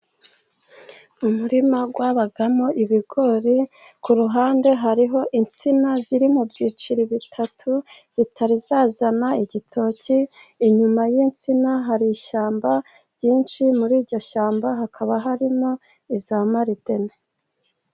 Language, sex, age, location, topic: Kinyarwanda, female, 25-35, Musanze, agriculture